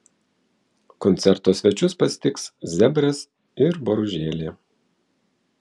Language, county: Lithuanian, Vilnius